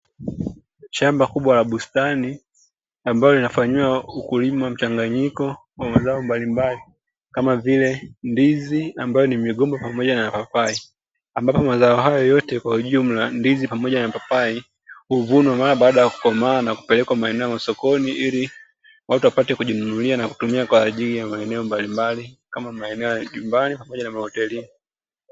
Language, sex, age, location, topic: Swahili, male, 25-35, Dar es Salaam, agriculture